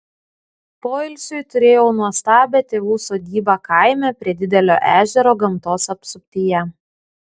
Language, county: Lithuanian, Klaipėda